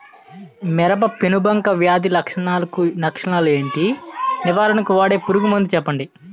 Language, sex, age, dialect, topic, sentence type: Telugu, male, 18-24, Utterandhra, agriculture, question